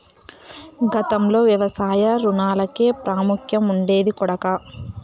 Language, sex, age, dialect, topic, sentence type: Telugu, female, 18-24, Southern, banking, statement